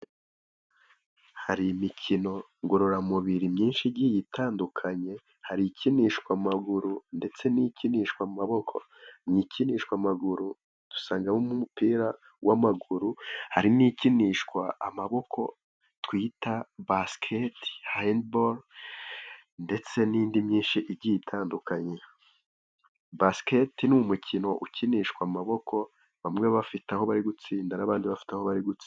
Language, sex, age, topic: Kinyarwanda, male, 18-24, government